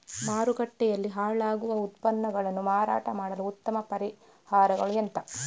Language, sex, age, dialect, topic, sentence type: Kannada, female, 31-35, Coastal/Dakshin, agriculture, statement